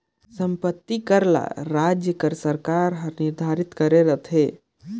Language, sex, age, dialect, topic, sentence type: Chhattisgarhi, male, 18-24, Northern/Bhandar, banking, statement